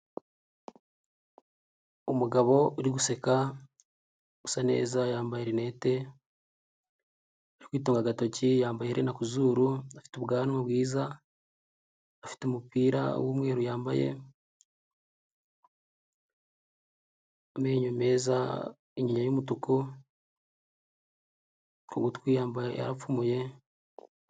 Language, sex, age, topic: Kinyarwanda, male, 18-24, health